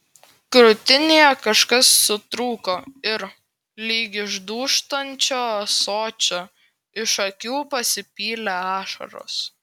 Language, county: Lithuanian, Klaipėda